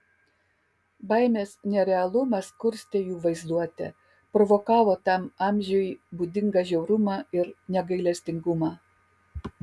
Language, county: Lithuanian, Kaunas